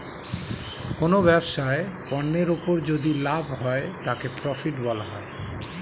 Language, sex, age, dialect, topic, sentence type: Bengali, male, 41-45, Standard Colloquial, banking, statement